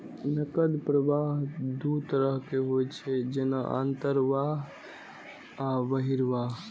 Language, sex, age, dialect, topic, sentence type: Maithili, male, 18-24, Eastern / Thethi, banking, statement